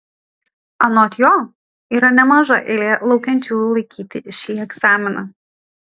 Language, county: Lithuanian, Kaunas